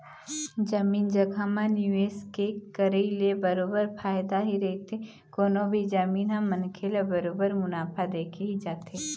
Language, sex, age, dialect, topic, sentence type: Chhattisgarhi, female, 18-24, Eastern, banking, statement